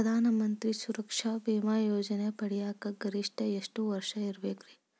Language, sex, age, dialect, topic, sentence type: Kannada, female, 18-24, Dharwad Kannada, banking, question